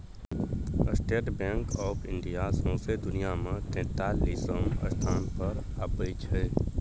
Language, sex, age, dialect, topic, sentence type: Maithili, male, 18-24, Bajjika, banking, statement